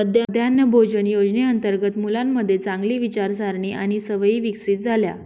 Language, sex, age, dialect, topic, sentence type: Marathi, male, 18-24, Northern Konkan, agriculture, statement